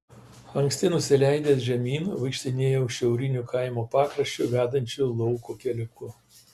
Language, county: Lithuanian, Kaunas